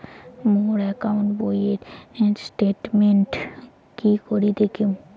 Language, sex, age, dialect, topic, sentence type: Bengali, female, 18-24, Rajbangshi, banking, question